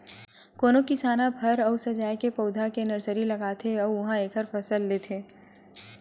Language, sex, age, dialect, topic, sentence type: Chhattisgarhi, female, 18-24, Western/Budati/Khatahi, agriculture, statement